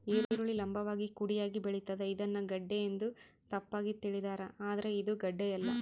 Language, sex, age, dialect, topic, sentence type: Kannada, female, 25-30, Central, agriculture, statement